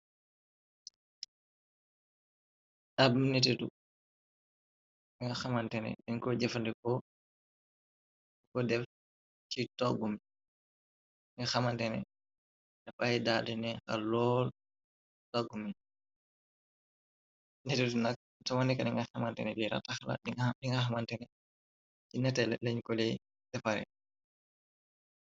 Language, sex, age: Wolof, male, 18-24